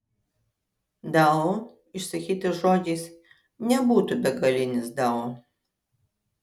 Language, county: Lithuanian, Kaunas